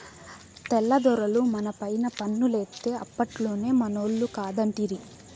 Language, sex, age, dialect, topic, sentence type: Telugu, female, 18-24, Southern, banking, statement